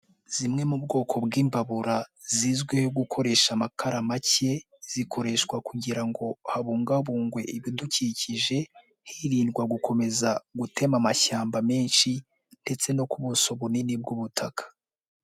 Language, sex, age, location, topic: Kinyarwanda, male, 18-24, Nyagatare, agriculture